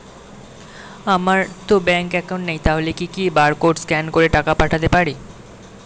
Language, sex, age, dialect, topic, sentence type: Bengali, male, 18-24, Standard Colloquial, banking, question